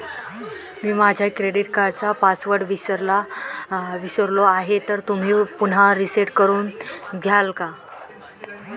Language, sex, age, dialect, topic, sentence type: Marathi, female, 18-24, Standard Marathi, banking, question